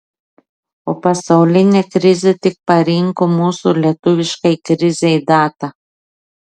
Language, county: Lithuanian, Klaipėda